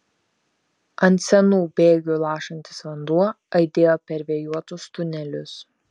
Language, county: Lithuanian, Šiauliai